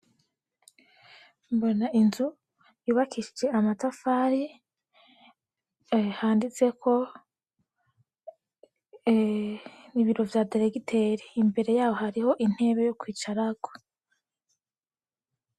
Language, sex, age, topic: Rundi, female, 18-24, education